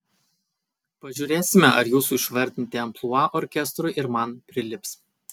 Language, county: Lithuanian, Kaunas